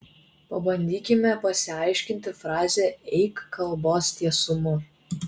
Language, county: Lithuanian, Vilnius